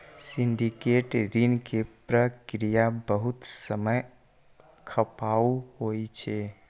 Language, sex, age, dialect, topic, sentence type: Maithili, male, 18-24, Eastern / Thethi, banking, statement